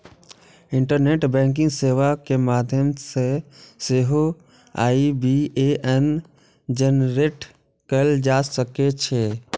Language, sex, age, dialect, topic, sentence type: Maithili, male, 25-30, Eastern / Thethi, banking, statement